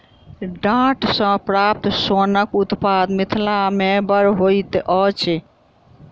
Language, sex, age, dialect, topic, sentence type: Maithili, female, 46-50, Southern/Standard, agriculture, statement